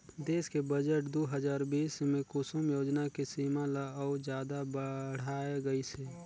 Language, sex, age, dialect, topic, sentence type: Chhattisgarhi, male, 36-40, Northern/Bhandar, agriculture, statement